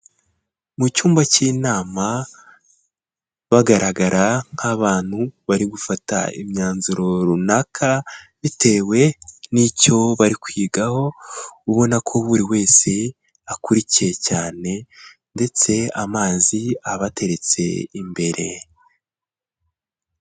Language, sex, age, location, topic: Kinyarwanda, male, 18-24, Kigali, health